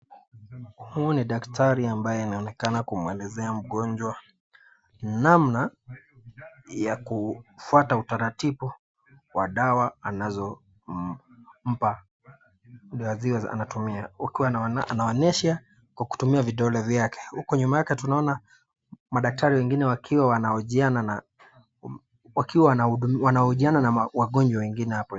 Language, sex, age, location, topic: Swahili, male, 25-35, Nakuru, health